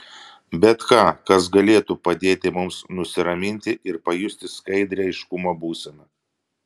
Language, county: Lithuanian, Vilnius